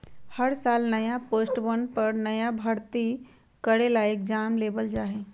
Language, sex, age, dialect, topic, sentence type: Magahi, female, 31-35, Western, banking, statement